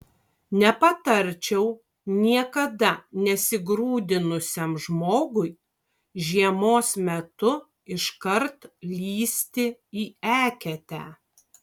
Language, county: Lithuanian, Kaunas